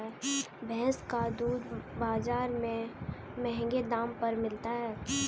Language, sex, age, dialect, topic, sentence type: Hindi, female, 18-24, Kanauji Braj Bhasha, agriculture, statement